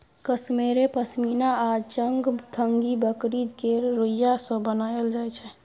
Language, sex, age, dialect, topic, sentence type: Maithili, female, 31-35, Bajjika, agriculture, statement